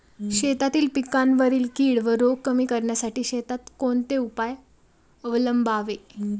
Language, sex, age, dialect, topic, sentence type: Marathi, female, 18-24, Standard Marathi, agriculture, question